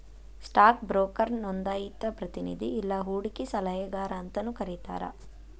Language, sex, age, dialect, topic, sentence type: Kannada, female, 18-24, Dharwad Kannada, banking, statement